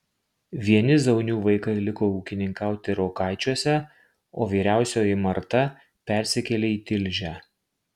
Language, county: Lithuanian, Marijampolė